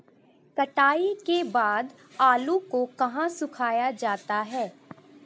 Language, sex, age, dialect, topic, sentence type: Hindi, female, 18-24, Marwari Dhudhari, agriculture, question